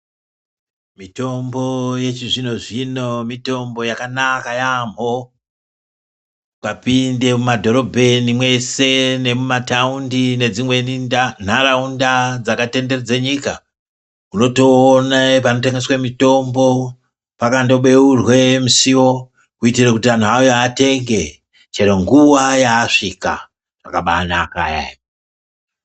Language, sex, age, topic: Ndau, female, 25-35, health